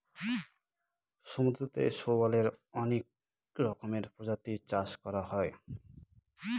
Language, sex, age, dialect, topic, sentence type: Bengali, male, 31-35, Northern/Varendri, agriculture, statement